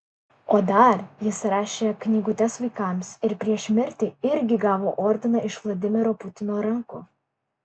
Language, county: Lithuanian, Kaunas